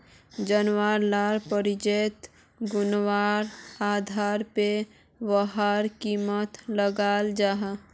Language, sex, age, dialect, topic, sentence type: Magahi, female, 18-24, Northeastern/Surjapuri, agriculture, statement